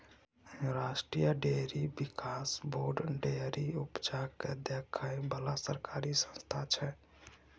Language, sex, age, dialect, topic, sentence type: Maithili, male, 18-24, Bajjika, agriculture, statement